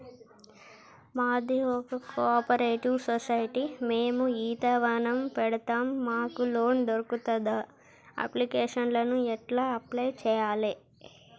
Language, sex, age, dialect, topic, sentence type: Telugu, male, 51-55, Telangana, banking, question